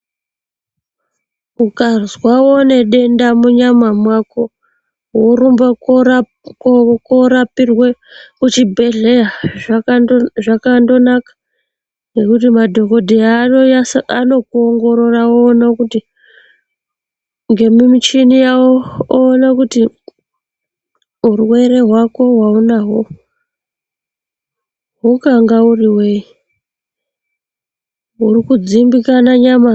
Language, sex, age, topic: Ndau, female, 25-35, health